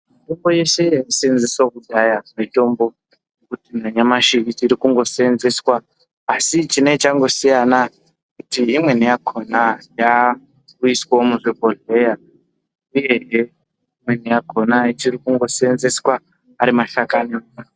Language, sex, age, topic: Ndau, male, 25-35, health